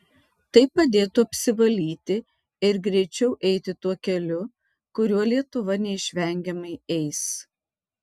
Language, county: Lithuanian, Tauragė